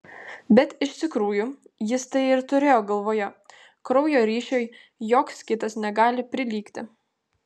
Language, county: Lithuanian, Vilnius